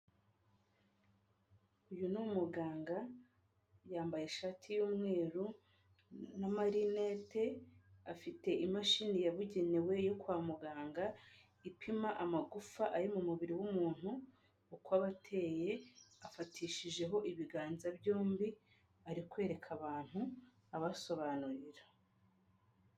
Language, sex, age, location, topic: Kinyarwanda, female, 25-35, Kigali, health